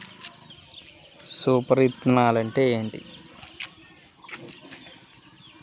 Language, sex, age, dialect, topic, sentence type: Telugu, male, 25-30, Central/Coastal, agriculture, question